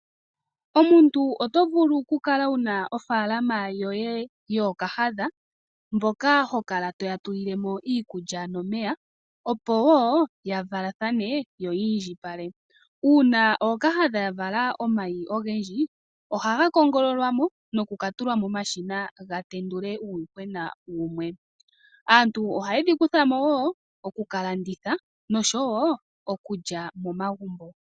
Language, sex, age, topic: Oshiwambo, female, 18-24, agriculture